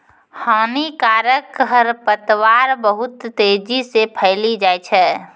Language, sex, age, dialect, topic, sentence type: Maithili, female, 18-24, Angika, agriculture, statement